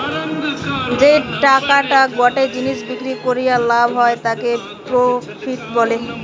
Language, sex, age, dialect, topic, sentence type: Bengali, female, 18-24, Western, banking, statement